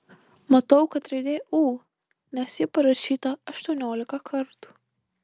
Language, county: Lithuanian, Marijampolė